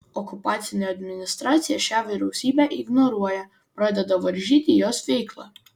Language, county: Lithuanian, Vilnius